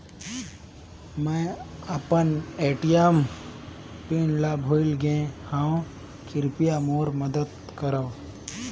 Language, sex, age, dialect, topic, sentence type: Chhattisgarhi, male, 18-24, Northern/Bhandar, banking, statement